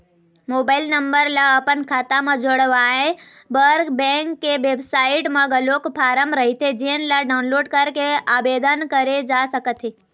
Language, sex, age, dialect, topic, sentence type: Chhattisgarhi, female, 18-24, Eastern, banking, statement